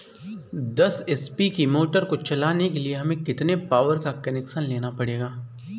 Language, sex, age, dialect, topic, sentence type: Hindi, male, 18-24, Marwari Dhudhari, agriculture, question